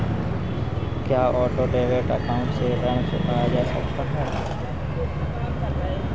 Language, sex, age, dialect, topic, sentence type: Hindi, male, 18-24, Awadhi Bundeli, banking, question